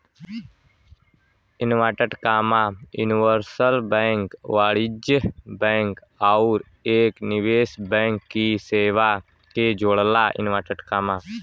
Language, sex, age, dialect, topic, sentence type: Bhojpuri, male, <18, Western, banking, statement